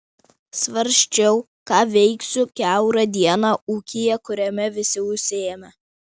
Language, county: Lithuanian, Vilnius